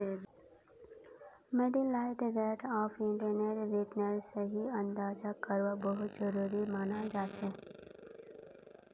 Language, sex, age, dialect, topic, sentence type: Magahi, female, 18-24, Northeastern/Surjapuri, banking, statement